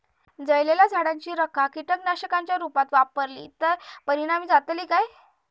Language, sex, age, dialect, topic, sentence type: Marathi, female, 31-35, Southern Konkan, agriculture, question